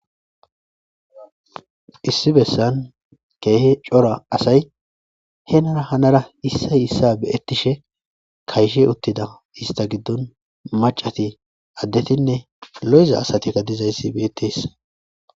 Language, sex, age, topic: Gamo, male, 25-35, government